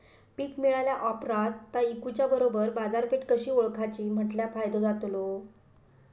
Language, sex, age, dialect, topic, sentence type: Marathi, female, 18-24, Southern Konkan, agriculture, question